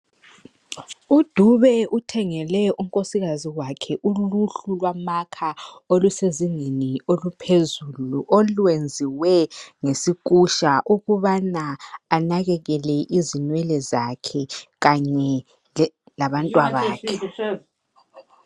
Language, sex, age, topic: North Ndebele, male, 50+, health